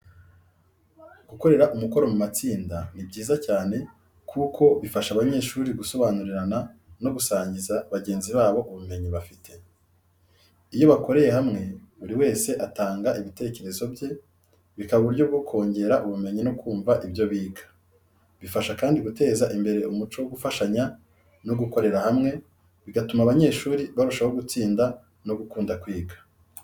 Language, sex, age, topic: Kinyarwanda, male, 36-49, education